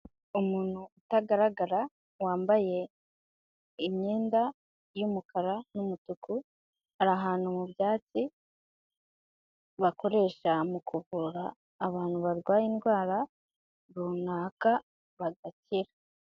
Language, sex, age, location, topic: Kinyarwanda, female, 25-35, Kigali, health